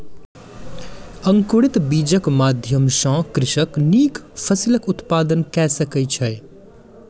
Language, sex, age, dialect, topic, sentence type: Maithili, male, 25-30, Southern/Standard, agriculture, statement